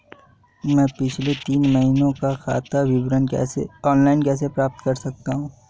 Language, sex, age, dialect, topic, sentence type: Hindi, male, 18-24, Marwari Dhudhari, banking, question